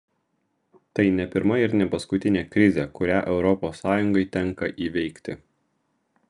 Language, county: Lithuanian, Vilnius